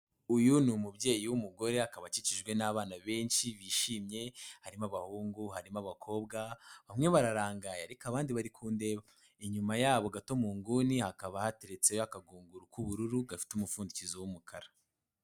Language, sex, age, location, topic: Kinyarwanda, male, 18-24, Kigali, health